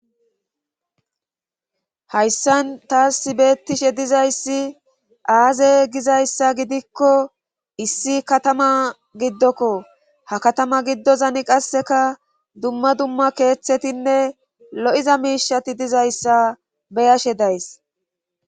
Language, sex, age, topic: Gamo, female, 36-49, government